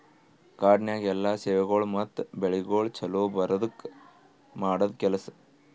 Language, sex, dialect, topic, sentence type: Kannada, male, Northeastern, agriculture, statement